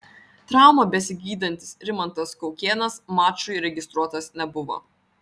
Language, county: Lithuanian, Vilnius